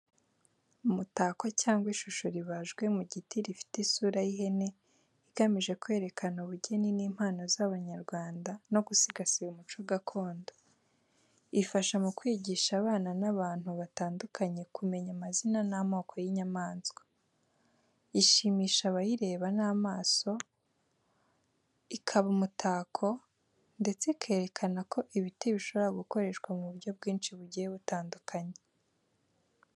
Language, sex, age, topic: Kinyarwanda, female, 18-24, education